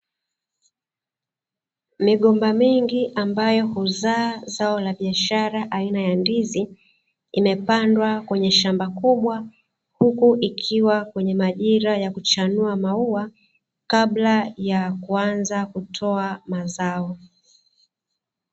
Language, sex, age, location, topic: Swahili, female, 36-49, Dar es Salaam, agriculture